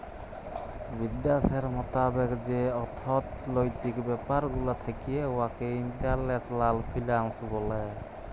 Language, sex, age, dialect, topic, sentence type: Bengali, male, 31-35, Jharkhandi, banking, statement